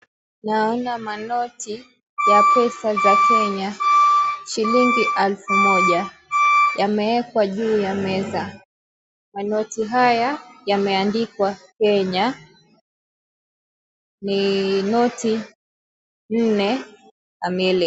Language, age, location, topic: Swahili, 18-24, Mombasa, finance